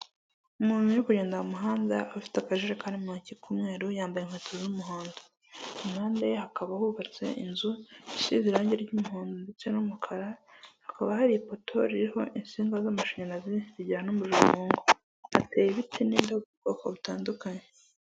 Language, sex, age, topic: Kinyarwanda, male, 18-24, government